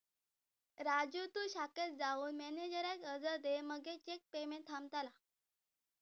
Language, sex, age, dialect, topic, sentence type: Marathi, female, 18-24, Southern Konkan, banking, statement